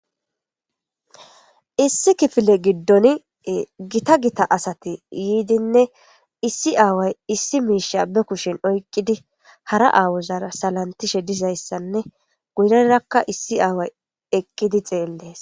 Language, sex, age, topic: Gamo, female, 25-35, government